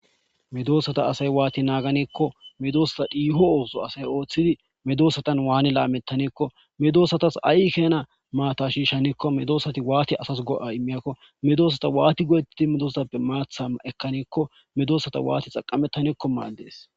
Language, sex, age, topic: Gamo, male, 25-35, agriculture